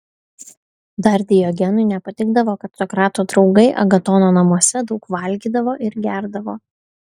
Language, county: Lithuanian, Alytus